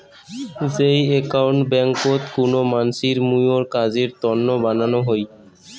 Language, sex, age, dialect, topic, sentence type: Bengali, male, 25-30, Rajbangshi, banking, statement